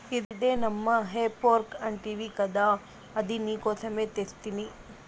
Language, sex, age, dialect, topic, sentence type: Telugu, female, 25-30, Southern, agriculture, statement